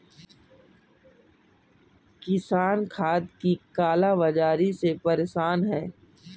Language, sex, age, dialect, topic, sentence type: Hindi, female, 36-40, Kanauji Braj Bhasha, banking, statement